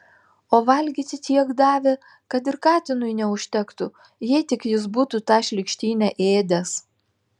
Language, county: Lithuanian, Telšiai